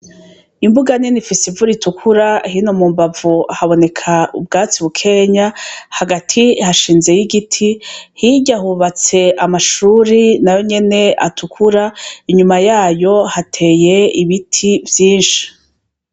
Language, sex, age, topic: Rundi, female, 36-49, education